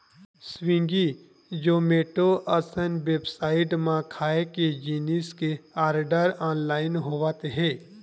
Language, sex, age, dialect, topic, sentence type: Chhattisgarhi, male, 31-35, Western/Budati/Khatahi, agriculture, statement